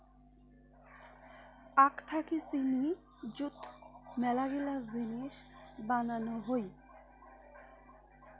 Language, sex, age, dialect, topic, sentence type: Bengali, female, 25-30, Rajbangshi, agriculture, statement